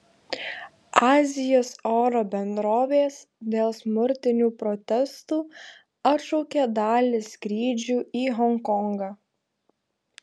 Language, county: Lithuanian, Klaipėda